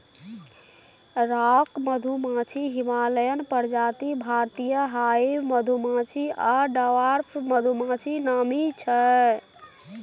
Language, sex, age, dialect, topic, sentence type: Maithili, female, 31-35, Bajjika, agriculture, statement